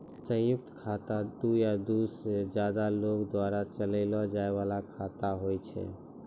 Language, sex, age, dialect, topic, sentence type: Maithili, male, 25-30, Angika, banking, statement